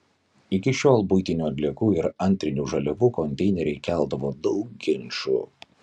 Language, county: Lithuanian, Kaunas